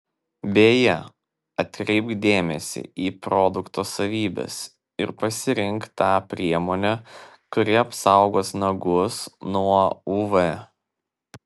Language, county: Lithuanian, Vilnius